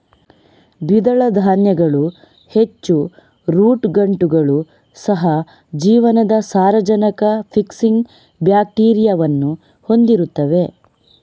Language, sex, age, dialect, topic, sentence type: Kannada, female, 18-24, Coastal/Dakshin, agriculture, statement